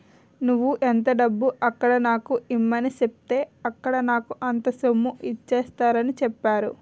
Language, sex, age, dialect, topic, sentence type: Telugu, female, 18-24, Utterandhra, banking, statement